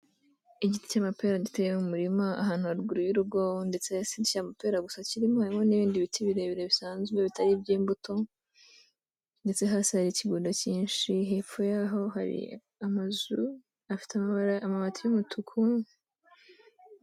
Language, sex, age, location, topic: Kinyarwanda, female, 18-24, Kigali, agriculture